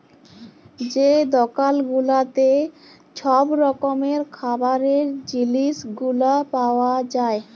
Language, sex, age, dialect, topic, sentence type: Bengali, female, 18-24, Jharkhandi, agriculture, statement